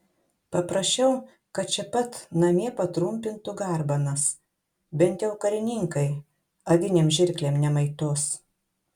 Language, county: Lithuanian, Kaunas